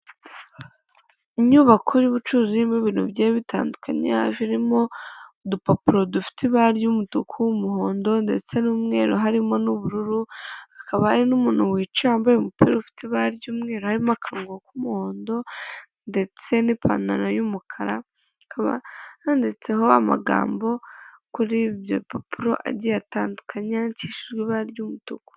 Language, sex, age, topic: Kinyarwanda, male, 25-35, finance